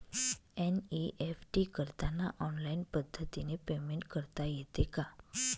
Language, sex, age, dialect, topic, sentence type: Marathi, female, 25-30, Northern Konkan, banking, question